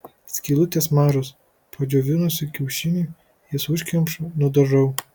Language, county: Lithuanian, Kaunas